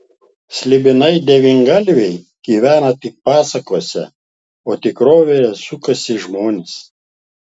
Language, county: Lithuanian, Klaipėda